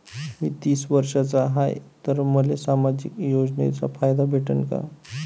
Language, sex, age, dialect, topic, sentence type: Marathi, male, 25-30, Varhadi, banking, question